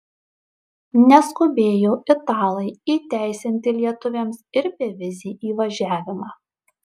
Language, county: Lithuanian, Marijampolė